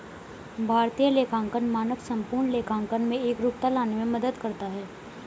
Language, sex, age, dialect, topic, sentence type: Hindi, female, 18-24, Hindustani Malvi Khadi Boli, banking, statement